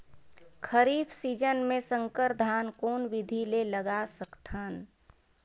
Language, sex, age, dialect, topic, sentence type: Chhattisgarhi, female, 31-35, Northern/Bhandar, agriculture, question